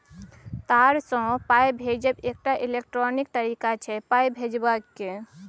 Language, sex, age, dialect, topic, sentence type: Maithili, female, 25-30, Bajjika, banking, statement